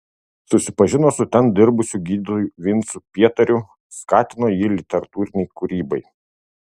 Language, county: Lithuanian, Tauragė